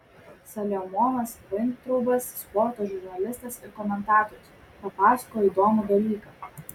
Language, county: Lithuanian, Vilnius